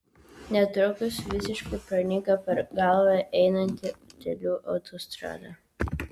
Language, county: Lithuanian, Vilnius